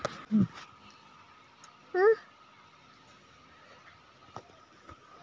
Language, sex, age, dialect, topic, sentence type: Marathi, female, 25-30, Standard Marathi, banking, statement